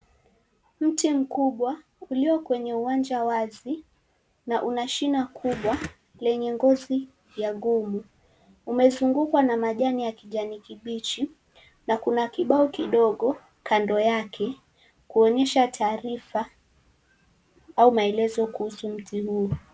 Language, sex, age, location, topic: Swahili, female, 18-24, Mombasa, agriculture